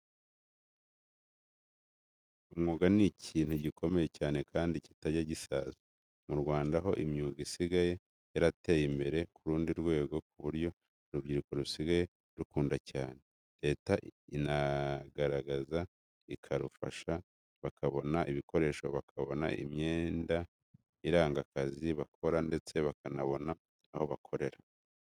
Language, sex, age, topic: Kinyarwanda, male, 25-35, education